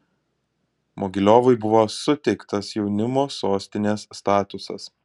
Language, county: Lithuanian, Kaunas